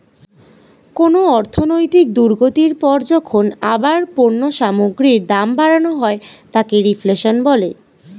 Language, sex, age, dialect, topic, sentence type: Bengali, female, <18, Standard Colloquial, banking, statement